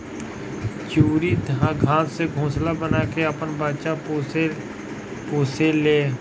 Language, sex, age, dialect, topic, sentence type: Bhojpuri, male, 25-30, Northern, agriculture, statement